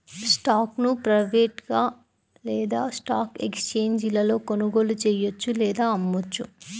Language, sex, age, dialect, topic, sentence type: Telugu, female, 25-30, Central/Coastal, banking, statement